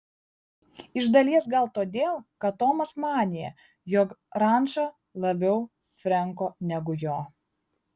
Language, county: Lithuanian, Klaipėda